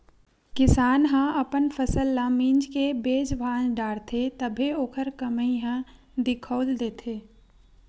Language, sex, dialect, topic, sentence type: Chhattisgarhi, female, Western/Budati/Khatahi, banking, statement